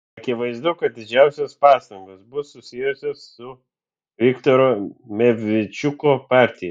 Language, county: Lithuanian, Vilnius